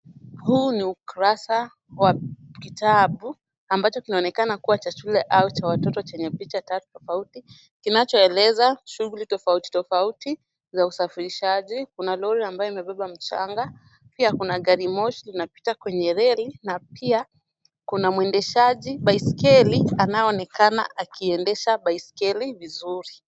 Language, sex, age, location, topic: Swahili, female, 18-24, Kisumu, education